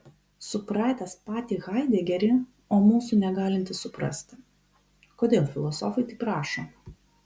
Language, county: Lithuanian, Kaunas